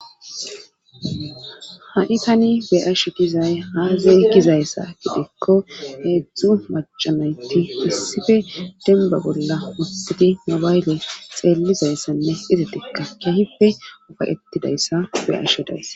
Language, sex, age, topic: Gamo, female, 25-35, government